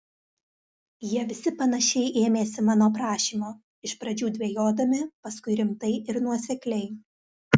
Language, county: Lithuanian, Alytus